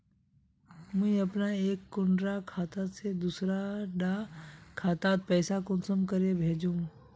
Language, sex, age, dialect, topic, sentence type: Magahi, male, 18-24, Northeastern/Surjapuri, banking, question